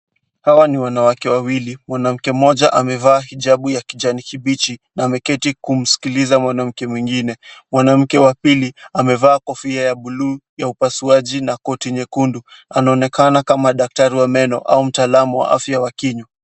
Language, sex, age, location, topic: Swahili, male, 18-24, Kisumu, health